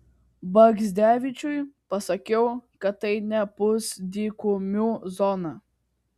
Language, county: Lithuanian, Kaunas